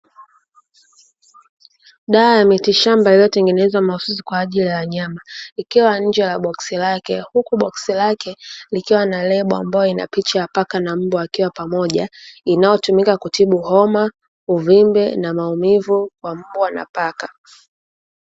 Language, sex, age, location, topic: Swahili, female, 18-24, Dar es Salaam, agriculture